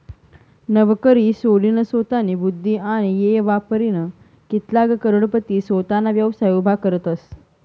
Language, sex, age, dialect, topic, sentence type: Marathi, female, 18-24, Northern Konkan, banking, statement